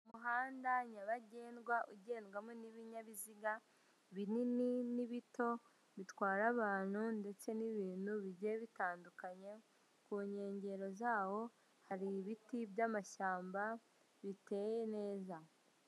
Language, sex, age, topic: Kinyarwanda, female, 18-24, government